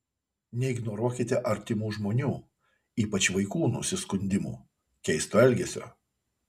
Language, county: Lithuanian, Kaunas